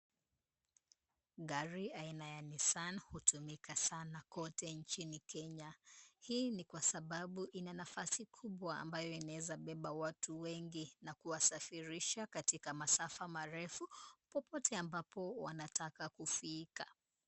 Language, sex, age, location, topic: Swahili, female, 25-35, Kisumu, finance